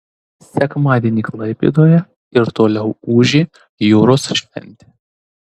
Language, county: Lithuanian, Tauragė